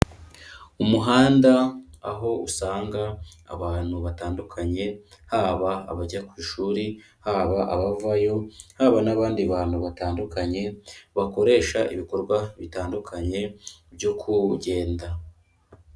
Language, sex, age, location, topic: Kinyarwanda, female, 25-35, Kigali, education